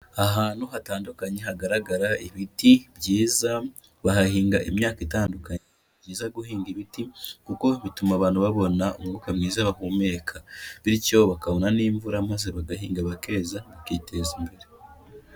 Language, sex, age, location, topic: Kinyarwanda, female, 18-24, Kigali, agriculture